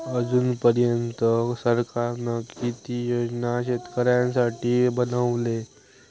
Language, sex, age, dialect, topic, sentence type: Marathi, male, 25-30, Southern Konkan, agriculture, question